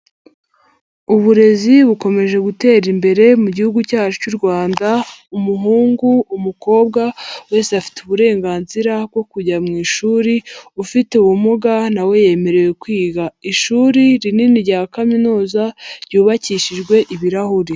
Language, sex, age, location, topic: Kinyarwanda, male, 50+, Nyagatare, education